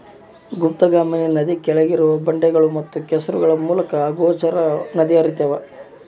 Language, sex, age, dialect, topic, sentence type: Kannada, male, 18-24, Central, agriculture, statement